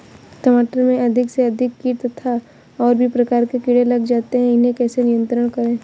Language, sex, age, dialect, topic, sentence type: Hindi, female, 18-24, Awadhi Bundeli, agriculture, question